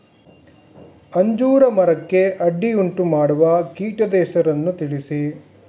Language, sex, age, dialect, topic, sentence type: Kannada, male, 51-55, Mysore Kannada, agriculture, question